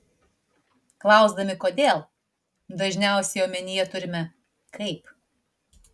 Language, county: Lithuanian, Vilnius